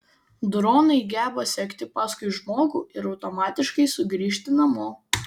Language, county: Lithuanian, Vilnius